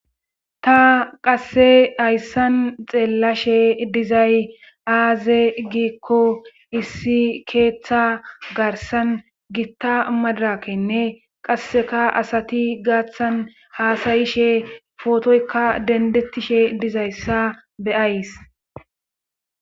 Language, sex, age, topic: Gamo, female, 36-49, government